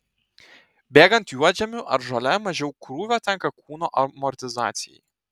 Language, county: Lithuanian, Telšiai